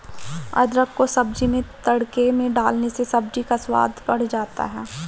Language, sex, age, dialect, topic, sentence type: Hindi, male, 25-30, Marwari Dhudhari, agriculture, statement